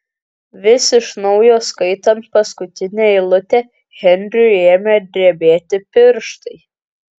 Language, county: Lithuanian, Kaunas